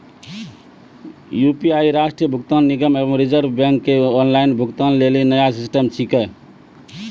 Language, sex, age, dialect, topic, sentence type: Maithili, male, 25-30, Angika, banking, statement